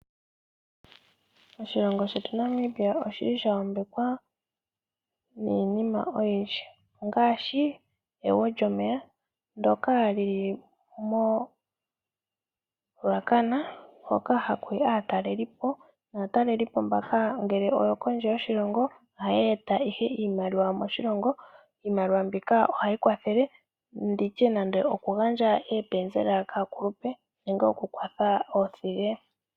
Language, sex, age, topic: Oshiwambo, female, 18-24, agriculture